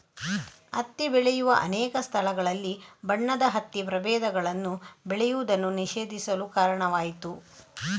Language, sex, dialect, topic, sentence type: Kannada, female, Coastal/Dakshin, agriculture, statement